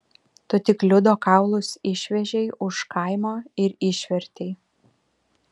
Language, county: Lithuanian, Vilnius